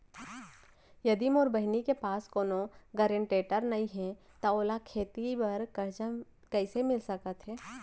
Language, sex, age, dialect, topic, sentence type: Chhattisgarhi, female, 25-30, Central, agriculture, statement